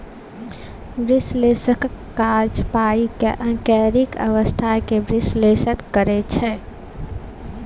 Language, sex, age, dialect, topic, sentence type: Maithili, female, 18-24, Bajjika, banking, statement